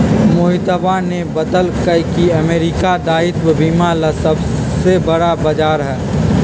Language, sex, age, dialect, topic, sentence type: Magahi, male, 46-50, Western, banking, statement